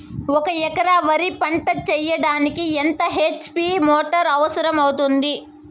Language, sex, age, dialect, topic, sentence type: Telugu, female, 18-24, Southern, agriculture, question